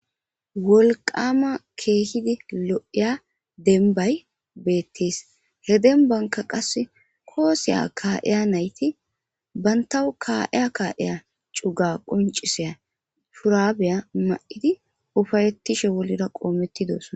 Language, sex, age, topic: Gamo, male, 18-24, government